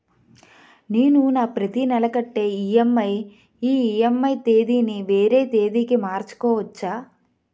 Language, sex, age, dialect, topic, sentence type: Telugu, female, 25-30, Utterandhra, banking, question